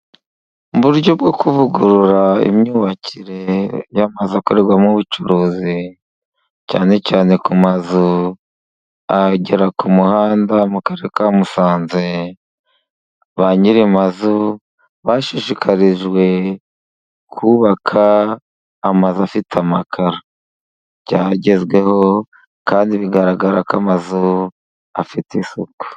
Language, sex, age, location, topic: Kinyarwanda, male, 50+, Musanze, finance